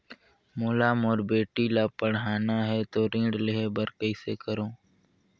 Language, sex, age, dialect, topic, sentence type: Chhattisgarhi, male, 60-100, Northern/Bhandar, banking, question